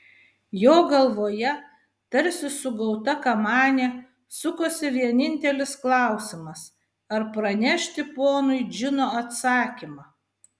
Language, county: Lithuanian, Vilnius